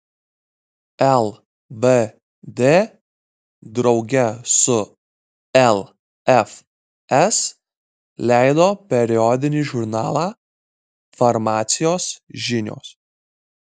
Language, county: Lithuanian, Marijampolė